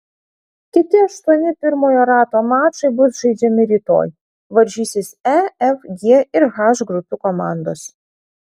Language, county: Lithuanian, Vilnius